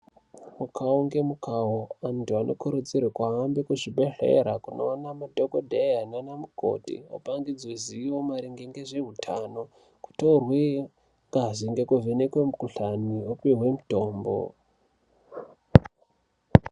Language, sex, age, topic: Ndau, male, 18-24, health